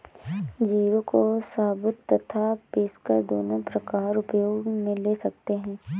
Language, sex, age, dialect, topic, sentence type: Hindi, female, 18-24, Awadhi Bundeli, agriculture, statement